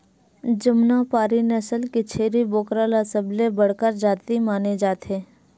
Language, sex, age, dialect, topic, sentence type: Chhattisgarhi, female, 25-30, Western/Budati/Khatahi, agriculture, statement